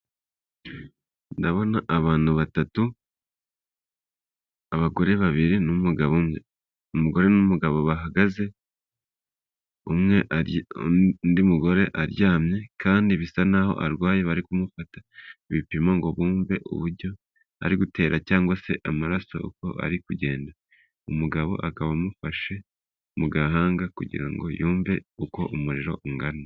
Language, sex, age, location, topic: Kinyarwanda, male, 25-35, Kigali, health